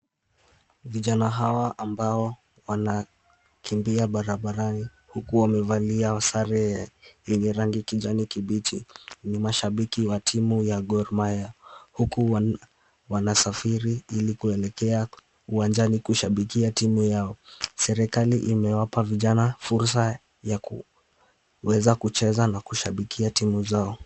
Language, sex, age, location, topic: Swahili, male, 18-24, Kisumu, government